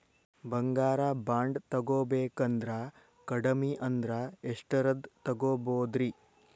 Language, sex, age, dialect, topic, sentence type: Kannada, male, 25-30, Dharwad Kannada, banking, question